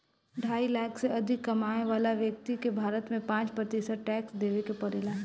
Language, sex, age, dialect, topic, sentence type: Bhojpuri, female, 18-24, Southern / Standard, banking, statement